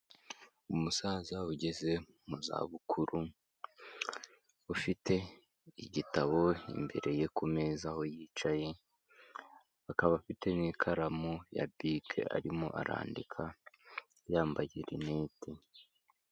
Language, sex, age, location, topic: Kinyarwanda, female, 25-35, Kigali, health